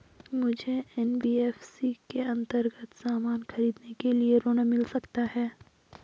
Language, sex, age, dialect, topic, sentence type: Hindi, female, 25-30, Garhwali, banking, question